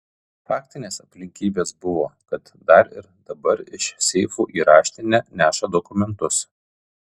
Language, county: Lithuanian, Kaunas